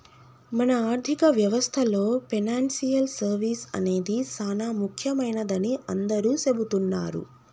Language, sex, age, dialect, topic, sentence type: Telugu, female, 25-30, Telangana, banking, statement